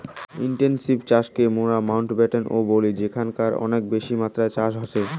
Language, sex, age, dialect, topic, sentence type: Bengali, male, 18-24, Rajbangshi, agriculture, statement